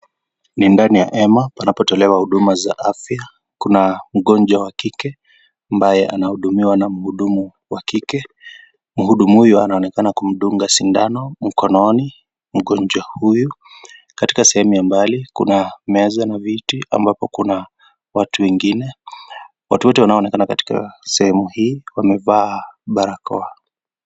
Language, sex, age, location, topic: Swahili, male, 25-35, Kisii, health